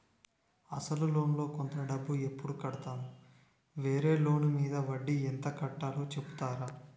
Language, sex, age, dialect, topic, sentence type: Telugu, male, 18-24, Utterandhra, banking, question